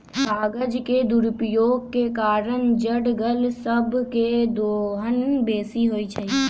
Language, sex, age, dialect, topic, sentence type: Magahi, male, 18-24, Western, agriculture, statement